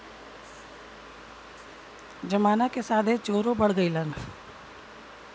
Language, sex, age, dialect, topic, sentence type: Bhojpuri, female, 41-45, Western, banking, statement